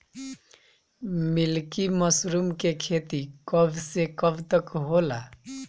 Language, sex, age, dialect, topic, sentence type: Bhojpuri, male, 25-30, Northern, agriculture, question